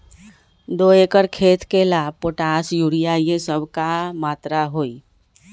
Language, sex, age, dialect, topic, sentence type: Magahi, female, 36-40, Western, agriculture, question